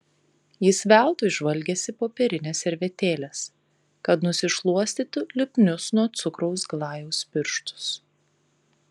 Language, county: Lithuanian, Panevėžys